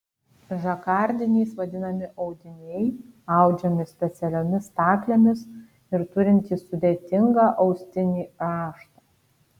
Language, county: Lithuanian, Kaunas